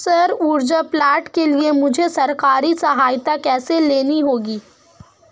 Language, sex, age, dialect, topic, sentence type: Hindi, female, 18-24, Marwari Dhudhari, agriculture, question